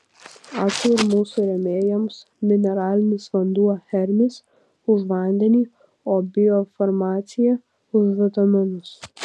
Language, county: Lithuanian, Kaunas